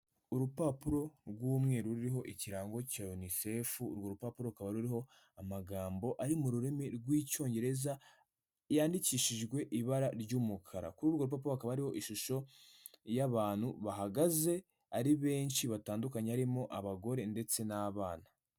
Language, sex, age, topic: Kinyarwanda, male, 18-24, health